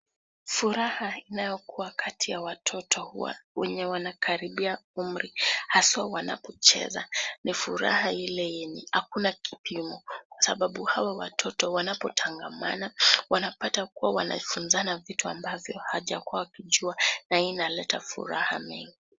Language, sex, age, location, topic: Swahili, female, 18-24, Kisumu, health